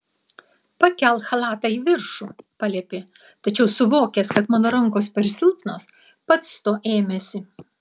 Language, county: Lithuanian, Vilnius